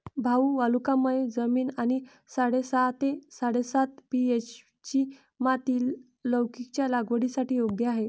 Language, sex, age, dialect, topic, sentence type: Marathi, female, 25-30, Varhadi, agriculture, statement